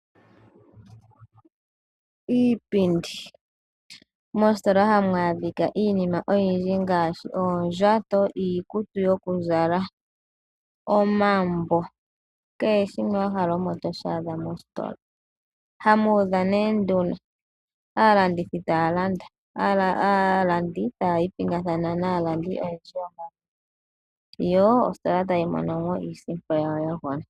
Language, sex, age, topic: Oshiwambo, female, 18-24, finance